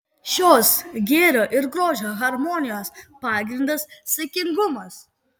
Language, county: Lithuanian, Kaunas